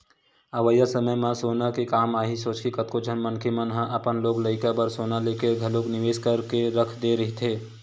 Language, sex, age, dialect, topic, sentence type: Chhattisgarhi, male, 18-24, Western/Budati/Khatahi, banking, statement